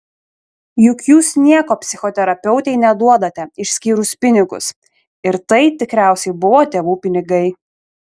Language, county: Lithuanian, Šiauliai